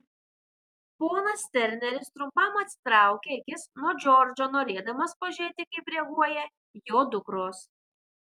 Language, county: Lithuanian, Vilnius